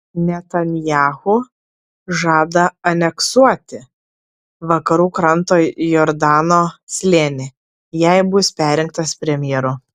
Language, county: Lithuanian, Klaipėda